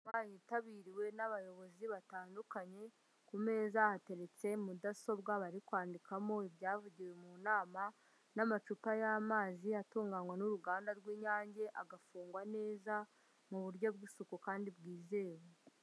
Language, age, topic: Kinyarwanda, 25-35, government